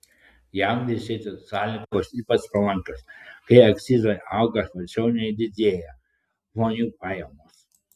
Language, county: Lithuanian, Klaipėda